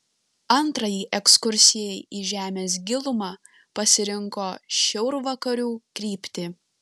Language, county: Lithuanian, Panevėžys